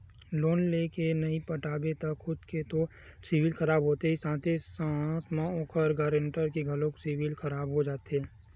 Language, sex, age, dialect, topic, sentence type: Chhattisgarhi, male, 18-24, Western/Budati/Khatahi, banking, statement